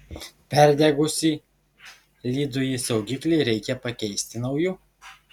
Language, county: Lithuanian, Šiauliai